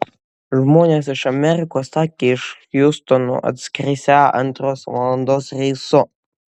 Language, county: Lithuanian, Utena